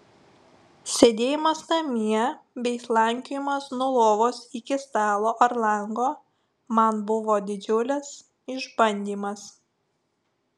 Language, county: Lithuanian, Telšiai